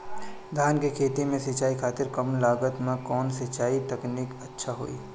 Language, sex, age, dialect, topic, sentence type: Bhojpuri, female, 31-35, Northern, agriculture, question